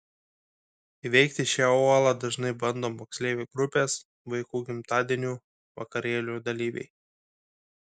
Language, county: Lithuanian, Kaunas